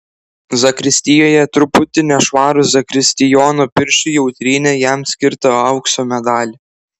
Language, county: Lithuanian, Klaipėda